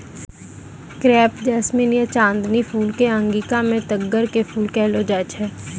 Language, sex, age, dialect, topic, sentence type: Maithili, female, 18-24, Angika, agriculture, statement